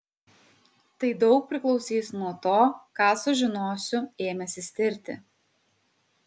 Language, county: Lithuanian, Kaunas